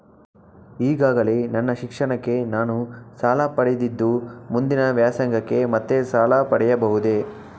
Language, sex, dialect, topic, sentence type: Kannada, male, Mysore Kannada, banking, question